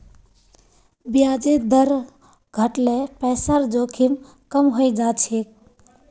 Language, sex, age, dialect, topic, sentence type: Magahi, female, 18-24, Northeastern/Surjapuri, banking, statement